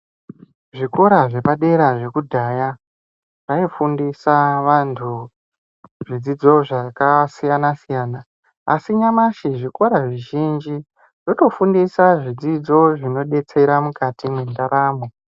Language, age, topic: Ndau, 18-24, education